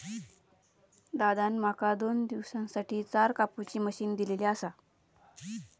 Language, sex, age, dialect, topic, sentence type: Marathi, female, 25-30, Southern Konkan, agriculture, statement